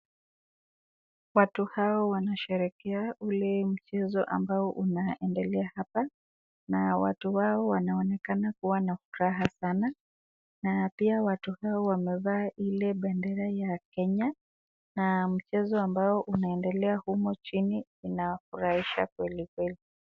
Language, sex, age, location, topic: Swahili, female, 36-49, Nakuru, government